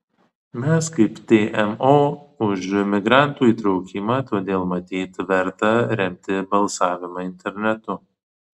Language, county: Lithuanian, Vilnius